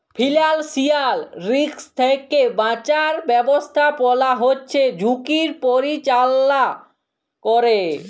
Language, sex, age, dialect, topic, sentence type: Bengali, male, 18-24, Jharkhandi, banking, statement